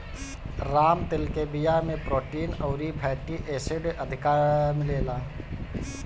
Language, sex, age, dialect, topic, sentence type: Bhojpuri, male, 18-24, Northern, agriculture, statement